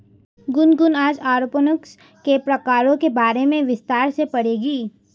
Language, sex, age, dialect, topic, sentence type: Hindi, female, 18-24, Hindustani Malvi Khadi Boli, agriculture, statement